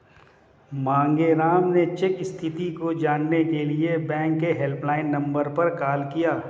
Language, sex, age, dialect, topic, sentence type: Hindi, male, 36-40, Hindustani Malvi Khadi Boli, banking, statement